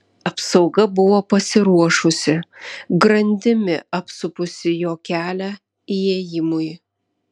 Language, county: Lithuanian, Vilnius